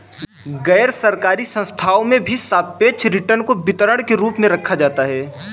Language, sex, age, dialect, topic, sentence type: Hindi, male, 18-24, Kanauji Braj Bhasha, banking, statement